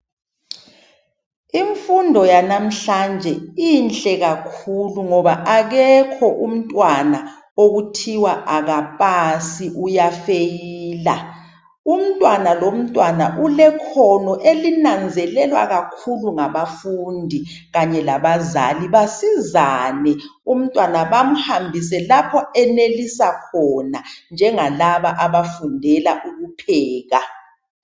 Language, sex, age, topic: North Ndebele, male, 36-49, education